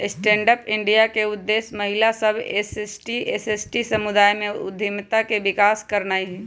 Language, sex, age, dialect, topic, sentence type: Magahi, female, 25-30, Western, banking, statement